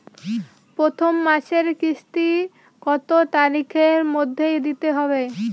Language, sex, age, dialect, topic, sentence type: Bengali, female, <18, Rajbangshi, banking, question